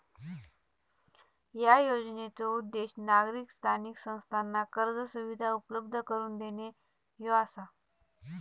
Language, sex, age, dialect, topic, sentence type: Marathi, male, 31-35, Southern Konkan, banking, statement